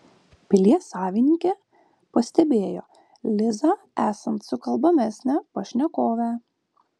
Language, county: Lithuanian, Vilnius